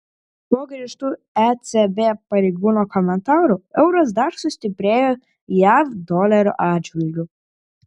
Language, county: Lithuanian, Klaipėda